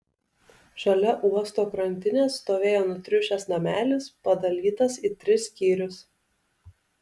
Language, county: Lithuanian, Alytus